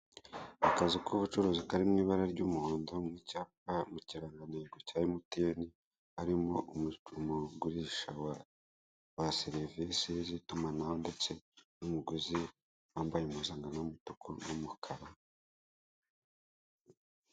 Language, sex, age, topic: Kinyarwanda, male, 25-35, finance